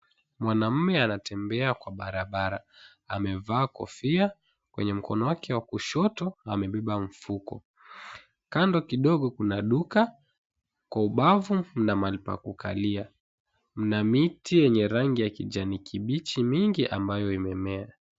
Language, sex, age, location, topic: Swahili, male, 18-24, Mombasa, agriculture